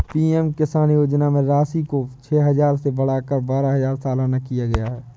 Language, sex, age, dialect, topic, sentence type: Hindi, male, 18-24, Awadhi Bundeli, agriculture, statement